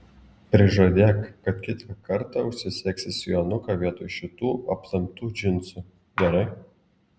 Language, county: Lithuanian, Klaipėda